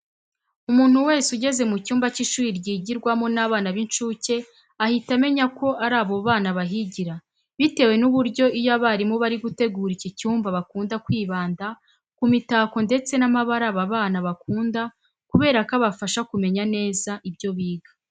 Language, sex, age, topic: Kinyarwanda, female, 25-35, education